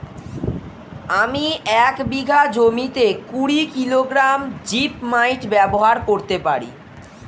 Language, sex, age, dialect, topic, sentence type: Bengali, female, 36-40, Standard Colloquial, agriculture, question